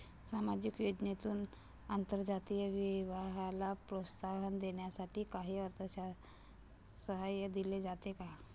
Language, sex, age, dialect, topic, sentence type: Marathi, female, 25-30, Standard Marathi, banking, question